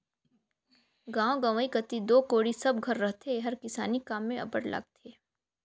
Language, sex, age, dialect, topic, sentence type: Chhattisgarhi, female, 18-24, Northern/Bhandar, agriculture, statement